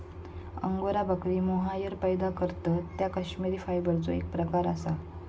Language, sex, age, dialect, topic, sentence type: Marathi, female, 18-24, Southern Konkan, agriculture, statement